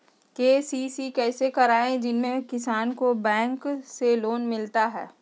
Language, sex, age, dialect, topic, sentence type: Magahi, female, 60-100, Western, agriculture, question